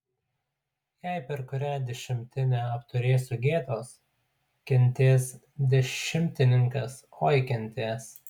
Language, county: Lithuanian, Utena